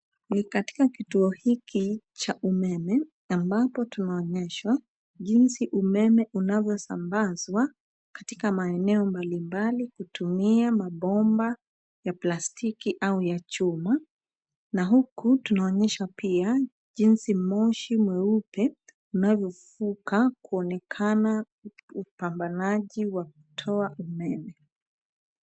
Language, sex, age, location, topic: Swahili, female, 25-35, Nairobi, government